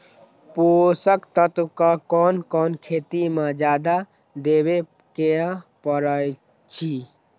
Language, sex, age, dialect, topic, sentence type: Magahi, male, 25-30, Western, agriculture, question